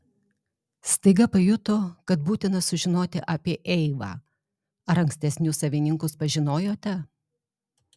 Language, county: Lithuanian, Alytus